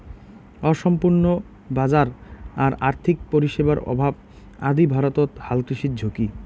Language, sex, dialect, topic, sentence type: Bengali, male, Rajbangshi, agriculture, statement